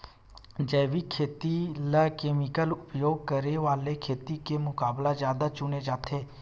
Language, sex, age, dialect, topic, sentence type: Chhattisgarhi, male, 18-24, Western/Budati/Khatahi, agriculture, statement